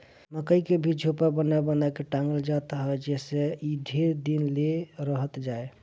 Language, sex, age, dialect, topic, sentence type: Bhojpuri, male, 25-30, Northern, agriculture, statement